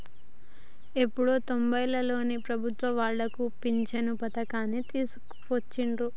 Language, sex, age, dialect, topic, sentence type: Telugu, female, 25-30, Telangana, banking, statement